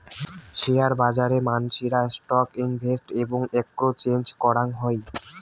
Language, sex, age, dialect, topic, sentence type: Bengali, male, 18-24, Rajbangshi, banking, statement